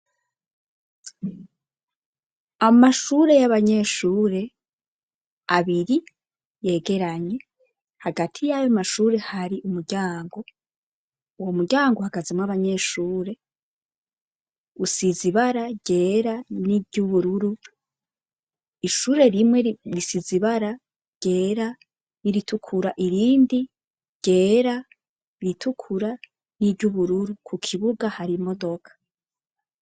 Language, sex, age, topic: Rundi, female, 25-35, education